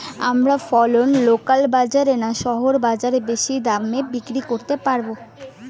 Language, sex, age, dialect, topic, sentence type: Bengali, female, 18-24, Rajbangshi, agriculture, question